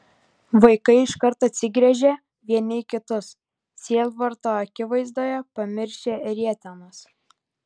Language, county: Lithuanian, Vilnius